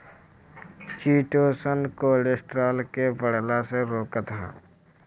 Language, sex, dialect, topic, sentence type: Bhojpuri, male, Northern, agriculture, statement